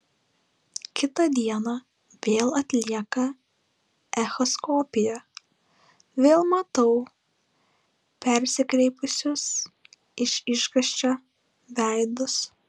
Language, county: Lithuanian, Klaipėda